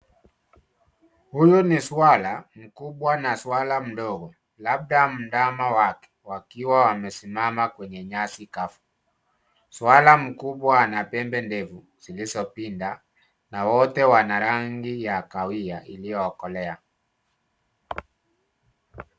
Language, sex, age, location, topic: Swahili, male, 36-49, Nairobi, agriculture